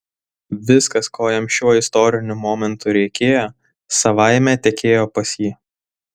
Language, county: Lithuanian, Vilnius